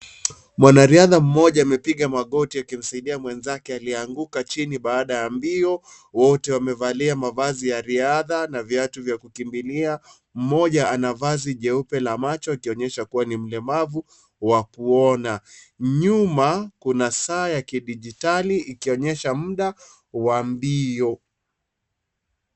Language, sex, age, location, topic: Swahili, male, 25-35, Kisii, education